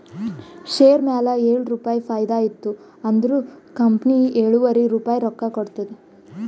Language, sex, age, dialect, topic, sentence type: Kannada, female, 18-24, Northeastern, banking, statement